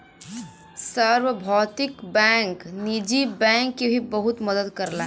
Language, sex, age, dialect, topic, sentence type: Bhojpuri, female, 18-24, Western, banking, statement